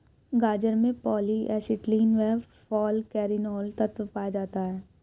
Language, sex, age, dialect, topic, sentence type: Hindi, female, 18-24, Hindustani Malvi Khadi Boli, agriculture, statement